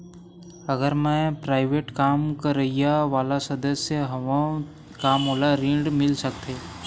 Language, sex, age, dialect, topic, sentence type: Chhattisgarhi, male, 18-24, Western/Budati/Khatahi, banking, question